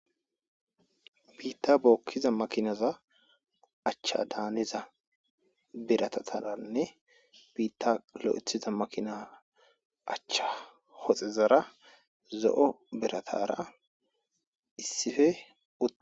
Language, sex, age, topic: Gamo, female, 18-24, agriculture